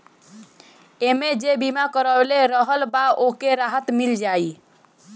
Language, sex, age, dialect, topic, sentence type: Bhojpuri, male, 18-24, Northern, banking, statement